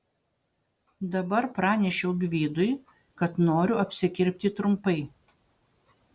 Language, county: Lithuanian, Utena